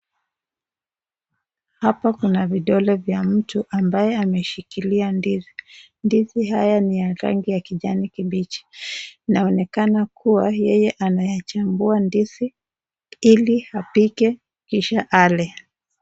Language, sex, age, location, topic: Swahili, female, 25-35, Nakuru, agriculture